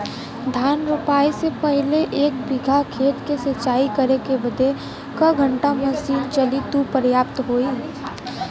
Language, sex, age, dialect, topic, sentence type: Bhojpuri, female, 18-24, Western, agriculture, question